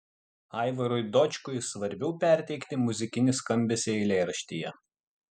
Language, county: Lithuanian, Utena